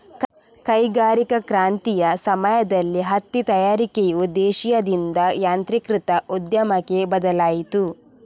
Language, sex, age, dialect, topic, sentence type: Kannada, female, 18-24, Coastal/Dakshin, agriculture, statement